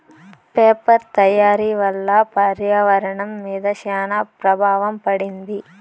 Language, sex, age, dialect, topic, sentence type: Telugu, female, 18-24, Southern, agriculture, statement